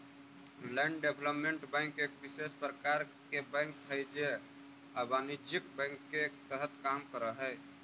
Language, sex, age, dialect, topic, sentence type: Magahi, male, 18-24, Central/Standard, banking, statement